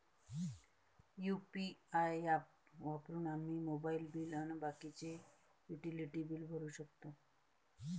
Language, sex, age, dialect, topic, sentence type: Marathi, female, 31-35, Varhadi, banking, statement